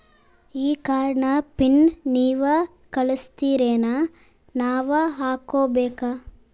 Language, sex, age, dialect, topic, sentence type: Kannada, female, 25-30, Northeastern, banking, question